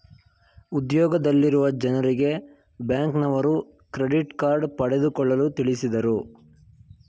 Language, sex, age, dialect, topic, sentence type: Kannada, male, 18-24, Mysore Kannada, banking, statement